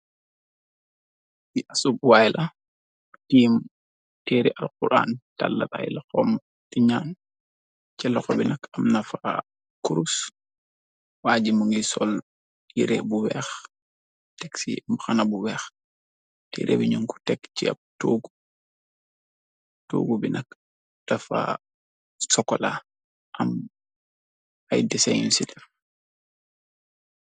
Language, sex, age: Wolof, male, 25-35